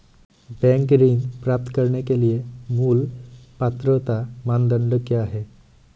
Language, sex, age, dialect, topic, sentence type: Hindi, male, 18-24, Marwari Dhudhari, banking, question